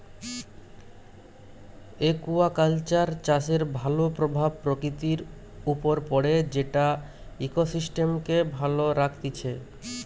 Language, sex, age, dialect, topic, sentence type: Bengali, male, 25-30, Western, agriculture, statement